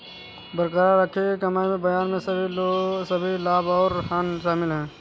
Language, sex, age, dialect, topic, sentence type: Hindi, male, 31-35, Awadhi Bundeli, banking, statement